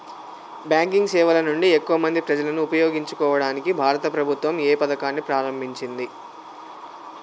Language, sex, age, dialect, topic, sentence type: Telugu, male, 18-24, Telangana, agriculture, question